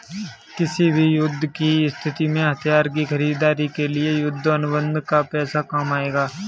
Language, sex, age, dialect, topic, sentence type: Hindi, male, 18-24, Kanauji Braj Bhasha, banking, statement